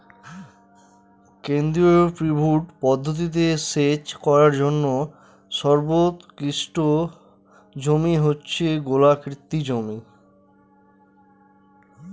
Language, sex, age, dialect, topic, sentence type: Bengali, male, 25-30, Northern/Varendri, agriculture, statement